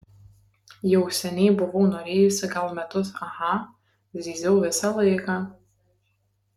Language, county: Lithuanian, Kaunas